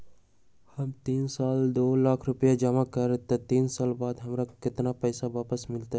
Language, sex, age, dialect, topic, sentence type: Magahi, male, 18-24, Western, banking, question